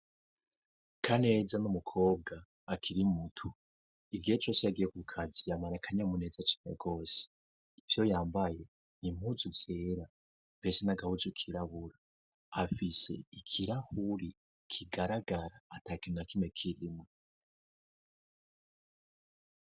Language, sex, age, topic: Rundi, male, 25-35, education